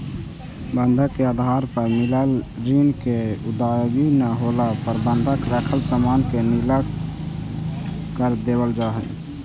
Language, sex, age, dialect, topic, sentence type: Magahi, male, 18-24, Central/Standard, banking, statement